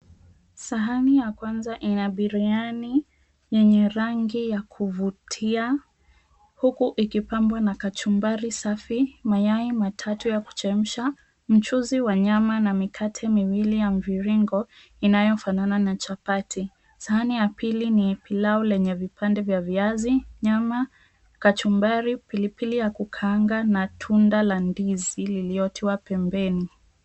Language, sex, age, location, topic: Swahili, female, 25-35, Mombasa, agriculture